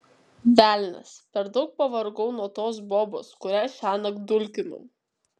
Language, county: Lithuanian, Kaunas